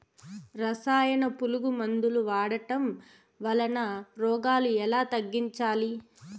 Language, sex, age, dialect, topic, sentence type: Telugu, female, 25-30, Southern, agriculture, question